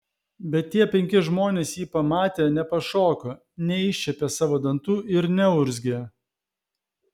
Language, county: Lithuanian, Vilnius